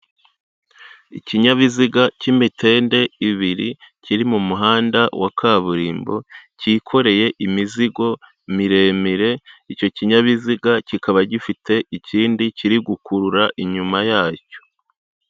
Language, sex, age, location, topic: Kinyarwanda, male, 25-35, Kigali, health